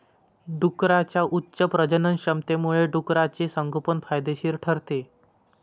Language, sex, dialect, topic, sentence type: Marathi, male, Varhadi, agriculture, statement